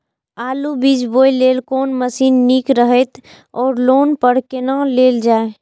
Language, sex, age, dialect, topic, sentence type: Maithili, female, 18-24, Eastern / Thethi, agriculture, question